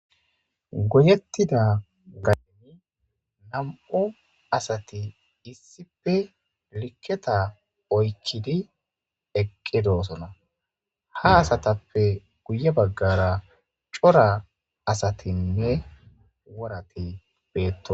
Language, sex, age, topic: Gamo, female, 25-35, agriculture